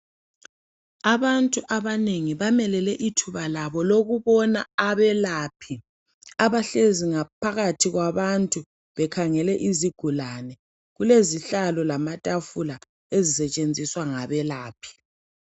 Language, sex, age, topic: North Ndebele, male, 36-49, health